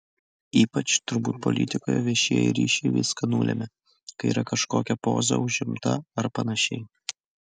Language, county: Lithuanian, Utena